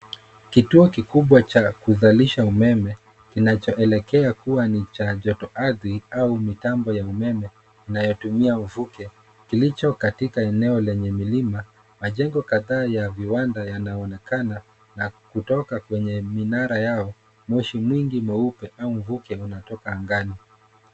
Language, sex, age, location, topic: Swahili, male, 18-24, Nairobi, government